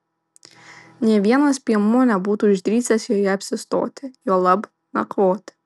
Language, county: Lithuanian, Vilnius